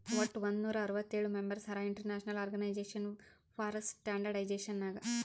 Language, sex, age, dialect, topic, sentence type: Kannada, male, 25-30, Northeastern, banking, statement